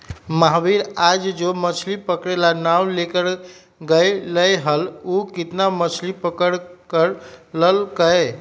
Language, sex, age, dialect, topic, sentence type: Magahi, male, 51-55, Western, agriculture, statement